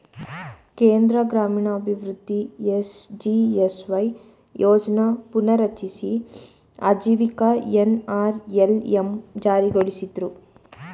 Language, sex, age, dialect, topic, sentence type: Kannada, female, 18-24, Mysore Kannada, banking, statement